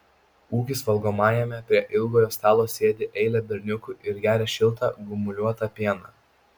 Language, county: Lithuanian, Kaunas